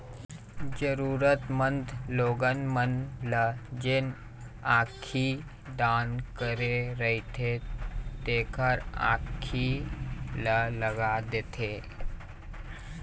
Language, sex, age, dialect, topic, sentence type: Chhattisgarhi, male, 51-55, Eastern, banking, statement